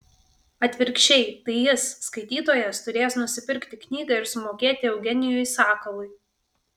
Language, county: Lithuanian, Vilnius